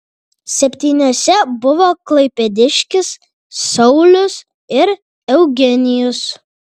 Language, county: Lithuanian, Vilnius